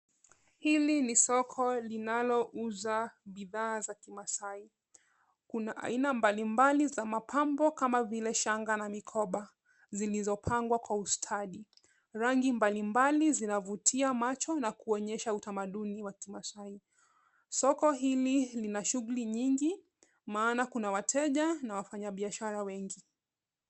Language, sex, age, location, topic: Swahili, female, 25-35, Nairobi, finance